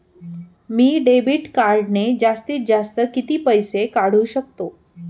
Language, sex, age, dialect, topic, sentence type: Marathi, female, 18-24, Standard Marathi, banking, question